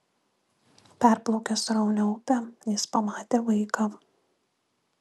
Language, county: Lithuanian, Kaunas